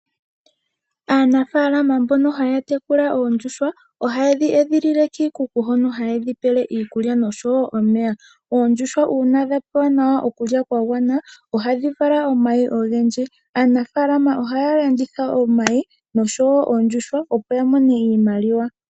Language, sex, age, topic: Oshiwambo, female, 18-24, agriculture